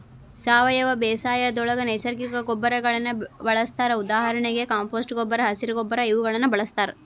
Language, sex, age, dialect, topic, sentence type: Kannada, female, 25-30, Dharwad Kannada, agriculture, statement